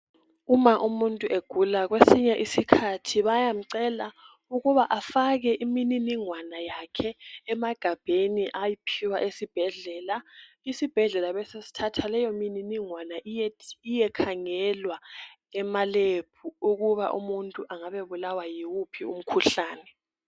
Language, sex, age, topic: North Ndebele, female, 18-24, health